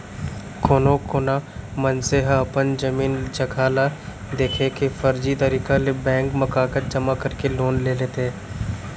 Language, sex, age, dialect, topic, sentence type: Chhattisgarhi, male, 18-24, Central, banking, statement